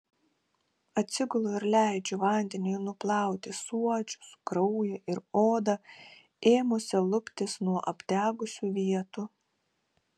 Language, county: Lithuanian, Kaunas